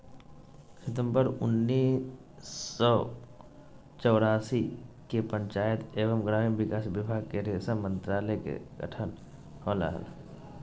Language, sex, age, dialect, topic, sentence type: Magahi, male, 18-24, Southern, agriculture, statement